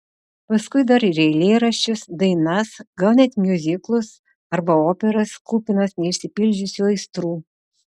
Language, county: Lithuanian, Utena